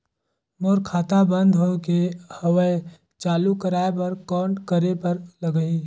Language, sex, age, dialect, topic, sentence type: Chhattisgarhi, male, 18-24, Northern/Bhandar, banking, question